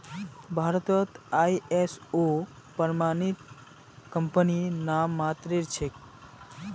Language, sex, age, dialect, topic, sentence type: Magahi, male, 25-30, Northeastern/Surjapuri, banking, statement